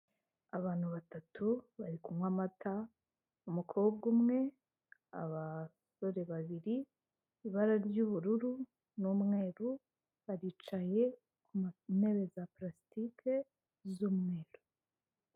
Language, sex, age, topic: Kinyarwanda, female, 25-35, finance